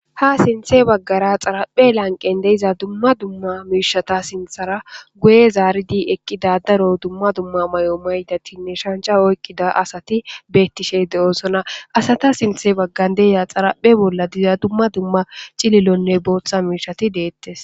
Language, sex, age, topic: Gamo, female, 18-24, government